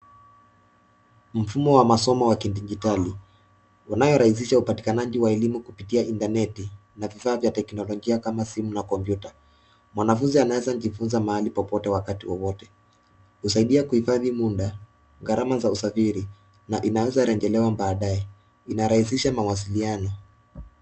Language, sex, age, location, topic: Swahili, male, 18-24, Nairobi, education